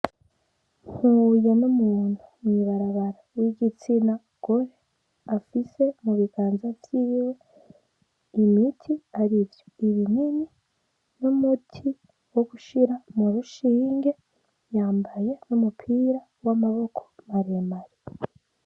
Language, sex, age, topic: Rundi, female, 18-24, agriculture